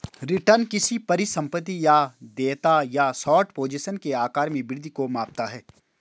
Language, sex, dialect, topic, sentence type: Hindi, male, Marwari Dhudhari, banking, statement